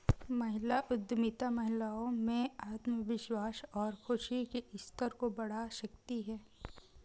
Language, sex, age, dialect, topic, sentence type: Hindi, female, 18-24, Marwari Dhudhari, banking, statement